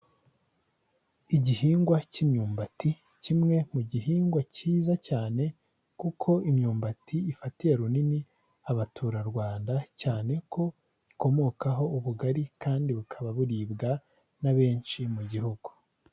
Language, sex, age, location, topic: Kinyarwanda, male, 18-24, Huye, agriculture